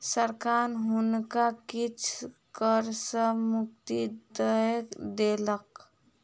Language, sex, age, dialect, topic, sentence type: Maithili, female, 18-24, Southern/Standard, banking, statement